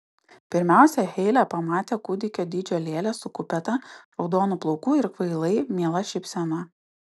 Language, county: Lithuanian, Utena